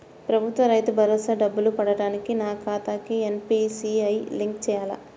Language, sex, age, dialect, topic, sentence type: Telugu, female, 25-30, Central/Coastal, banking, question